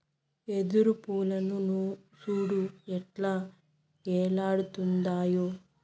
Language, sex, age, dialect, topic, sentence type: Telugu, female, 56-60, Southern, agriculture, statement